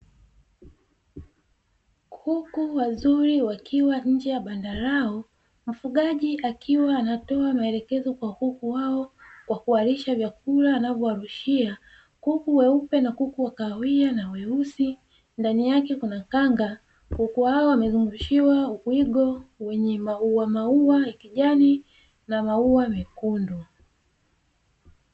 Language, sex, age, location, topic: Swahili, female, 25-35, Dar es Salaam, agriculture